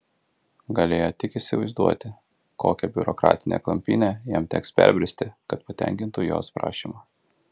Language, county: Lithuanian, Kaunas